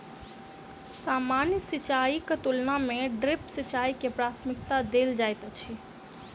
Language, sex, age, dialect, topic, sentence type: Maithili, female, 25-30, Southern/Standard, agriculture, statement